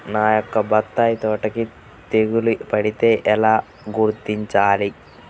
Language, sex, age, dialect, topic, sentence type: Telugu, male, 31-35, Central/Coastal, agriculture, question